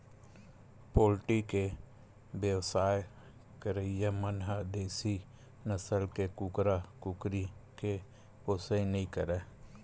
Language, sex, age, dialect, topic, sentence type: Chhattisgarhi, male, 31-35, Western/Budati/Khatahi, agriculture, statement